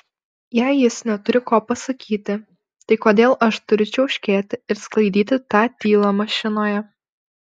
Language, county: Lithuanian, Alytus